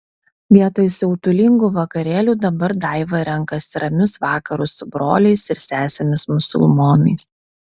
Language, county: Lithuanian, Vilnius